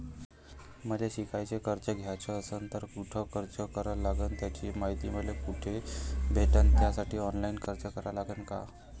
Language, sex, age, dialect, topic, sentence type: Marathi, male, 18-24, Varhadi, banking, question